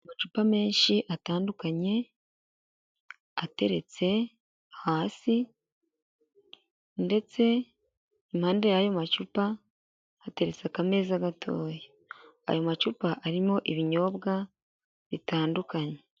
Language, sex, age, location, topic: Kinyarwanda, female, 18-24, Huye, health